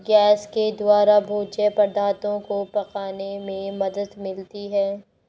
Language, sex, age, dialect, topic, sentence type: Hindi, female, 51-55, Hindustani Malvi Khadi Boli, banking, statement